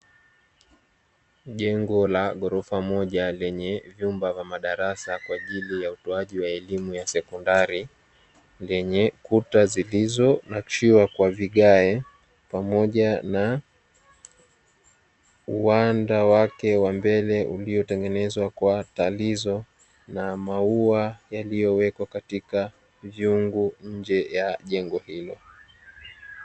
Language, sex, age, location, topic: Swahili, male, 18-24, Dar es Salaam, education